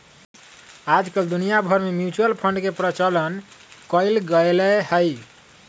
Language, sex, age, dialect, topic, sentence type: Magahi, male, 31-35, Western, banking, statement